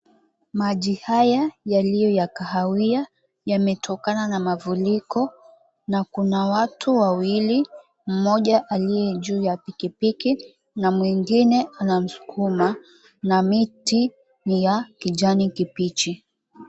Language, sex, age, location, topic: Swahili, female, 18-24, Mombasa, health